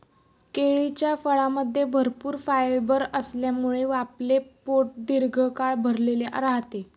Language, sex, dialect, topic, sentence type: Marathi, female, Standard Marathi, agriculture, statement